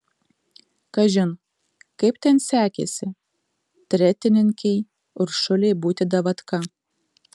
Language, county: Lithuanian, Tauragė